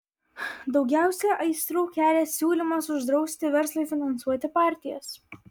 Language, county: Lithuanian, Vilnius